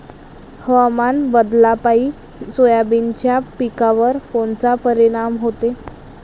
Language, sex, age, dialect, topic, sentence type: Marathi, female, 25-30, Varhadi, agriculture, question